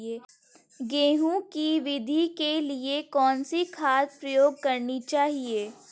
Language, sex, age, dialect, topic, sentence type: Hindi, female, 18-24, Kanauji Braj Bhasha, agriculture, question